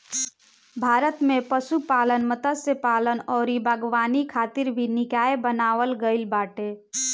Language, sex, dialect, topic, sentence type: Bhojpuri, female, Northern, agriculture, statement